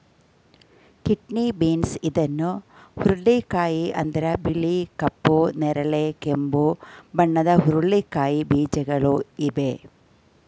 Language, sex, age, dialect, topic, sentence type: Kannada, female, 46-50, Mysore Kannada, agriculture, statement